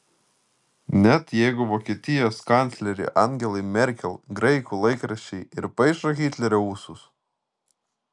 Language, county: Lithuanian, Vilnius